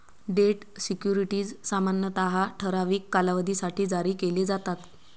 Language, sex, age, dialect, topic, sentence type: Marathi, female, 25-30, Varhadi, banking, statement